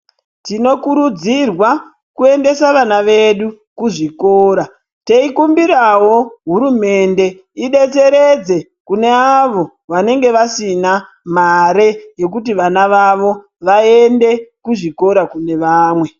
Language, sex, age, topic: Ndau, female, 50+, education